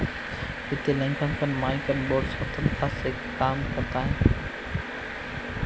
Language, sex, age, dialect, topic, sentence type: Hindi, male, 18-24, Marwari Dhudhari, banking, statement